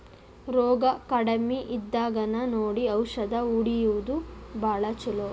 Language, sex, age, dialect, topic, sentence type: Kannada, female, 18-24, Dharwad Kannada, agriculture, statement